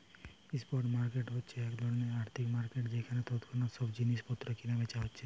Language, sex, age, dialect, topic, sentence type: Bengali, male, 18-24, Western, banking, statement